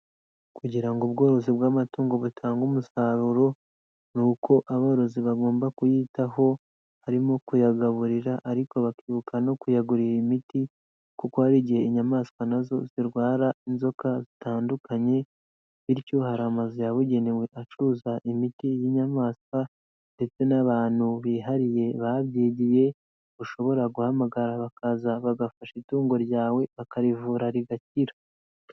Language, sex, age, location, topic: Kinyarwanda, male, 18-24, Nyagatare, agriculture